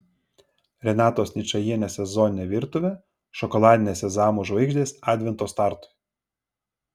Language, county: Lithuanian, Vilnius